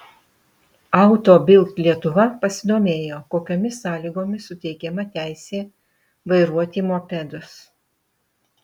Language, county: Lithuanian, Utena